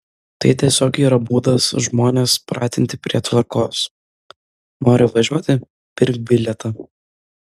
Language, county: Lithuanian, Vilnius